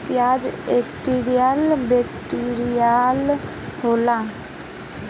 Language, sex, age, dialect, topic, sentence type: Bhojpuri, female, 18-24, Northern, agriculture, statement